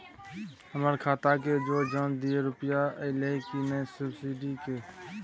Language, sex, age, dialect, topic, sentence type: Maithili, male, 18-24, Bajjika, banking, question